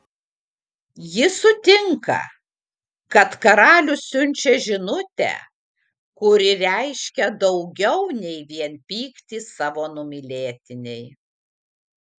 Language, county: Lithuanian, Kaunas